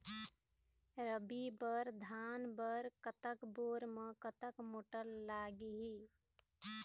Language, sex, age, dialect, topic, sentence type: Chhattisgarhi, female, 56-60, Eastern, agriculture, question